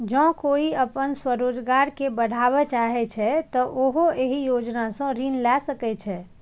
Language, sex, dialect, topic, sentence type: Maithili, female, Eastern / Thethi, banking, statement